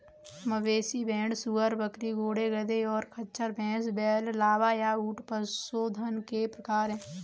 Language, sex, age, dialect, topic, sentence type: Hindi, female, 18-24, Kanauji Braj Bhasha, agriculture, statement